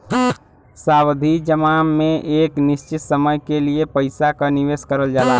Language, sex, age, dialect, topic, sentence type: Bhojpuri, male, 18-24, Western, banking, statement